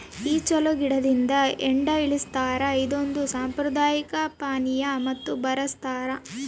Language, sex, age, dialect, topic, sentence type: Kannada, female, 18-24, Central, agriculture, statement